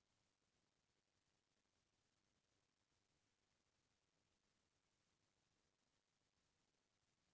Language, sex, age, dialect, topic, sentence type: Bhojpuri, female, 18-24, Northern, banking, question